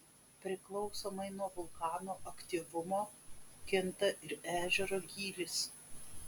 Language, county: Lithuanian, Vilnius